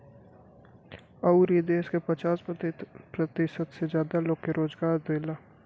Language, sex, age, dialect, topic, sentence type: Bhojpuri, male, 18-24, Western, agriculture, statement